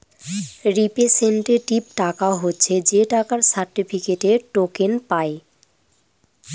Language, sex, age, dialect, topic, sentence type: Bengali, female, 25-30, Northern/Varendri, banking, statement